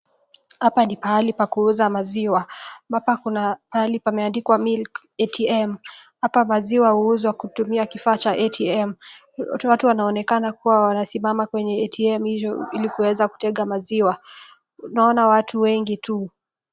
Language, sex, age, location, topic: Swahili, female, 18-24, Nakuru, finance